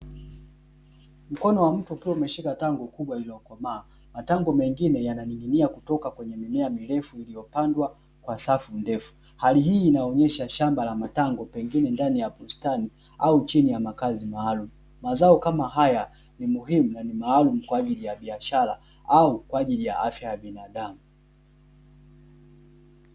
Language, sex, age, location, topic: Swahili, male, 18-24, Dar es Salaam, agriculture